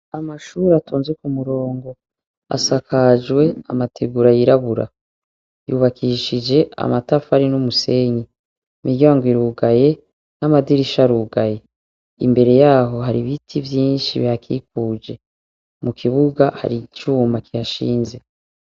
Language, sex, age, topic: Rundi, female, 36-49, education